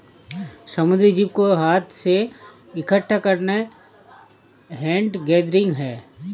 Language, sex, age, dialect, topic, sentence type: Hindi, male, 36-40, Awadhi Bundeli, agriculture, statement